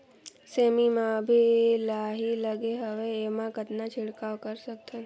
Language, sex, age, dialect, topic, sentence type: Chhattisgarhi, female, 41-45, Northern/Bhandar, agriculture, question